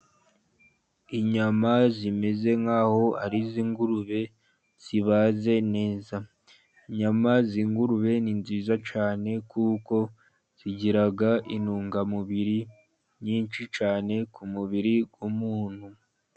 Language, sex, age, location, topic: Kinyarwanda, male, 50+, Musanze, agriculture